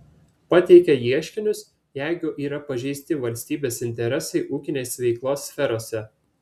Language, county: Lithuanian, Vilnius